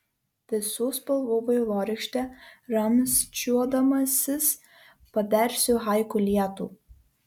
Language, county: Lithuanian, Kaunas